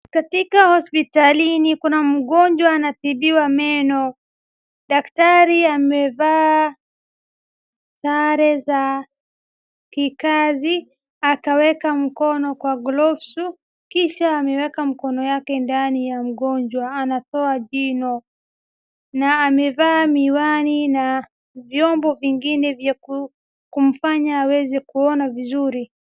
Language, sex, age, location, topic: Swahili, female, 18-24, Wajir, health